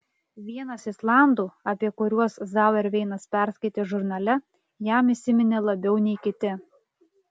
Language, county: Lithuanian, Klaipėda